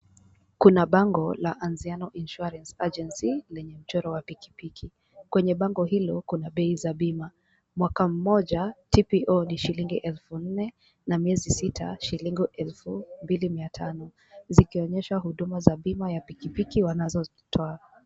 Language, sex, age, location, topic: Swahili, female, 18-24, Kisumu, finance